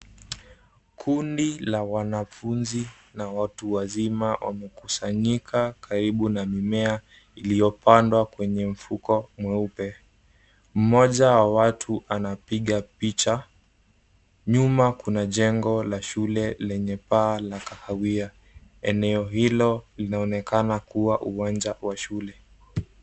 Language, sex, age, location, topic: Swahili, male, 18-24, Nairobi, government